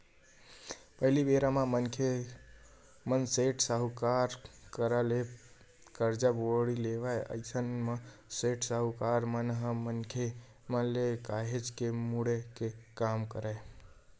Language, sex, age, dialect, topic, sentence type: Chhattisgarhi, male, 18-24, Western/Budati/Khatahi, banking, statement